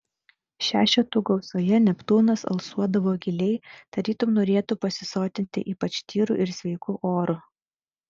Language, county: Lithuanian, Vilnius